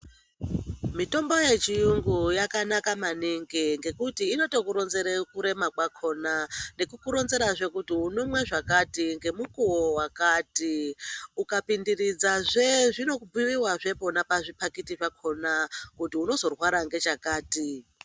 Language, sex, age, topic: Ndau, male, 25-35, health